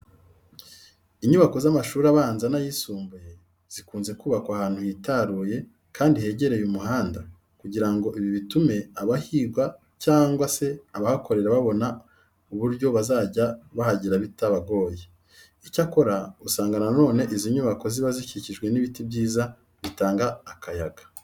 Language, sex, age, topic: Kinyarwanda, male, 36-49, education